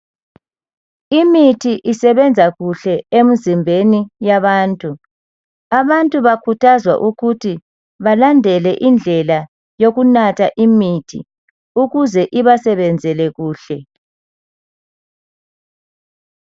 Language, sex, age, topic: North Ndebele, male, 50+, health